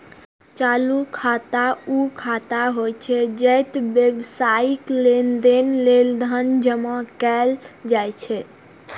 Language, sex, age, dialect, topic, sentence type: Maithili, female, 18-24, Eastern / Thethi, banking, statement